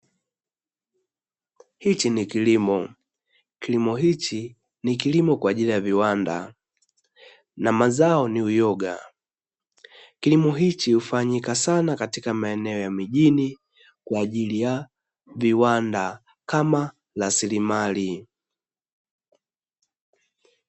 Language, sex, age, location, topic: Swahili, male, 18-24, Dar es Salaam, agriculture